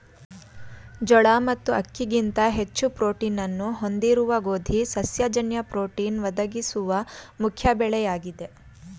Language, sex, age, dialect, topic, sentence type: Kannada, female, 31-35, Mysore Kannada, agriculture, statement